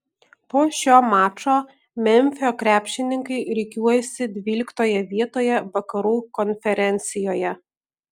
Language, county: Lithuanian, Alytus